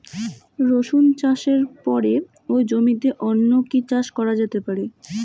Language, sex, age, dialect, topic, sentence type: Bengali, female, 18-24, Rajbangshi, agriculture, question